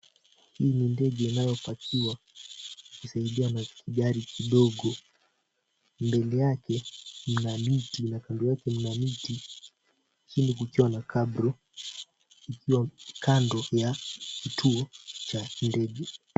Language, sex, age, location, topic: Swahili, male, 18-24, Mombasa, government